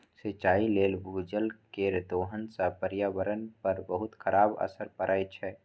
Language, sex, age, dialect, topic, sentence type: Maithili, male, 25-30, Eastern / Thethi, agriculture, statement